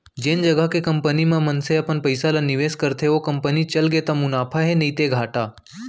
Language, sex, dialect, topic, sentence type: Chhattisgarhi, male, Central, banking, statement